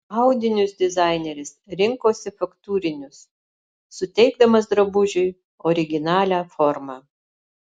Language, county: Lithuanian, Alytus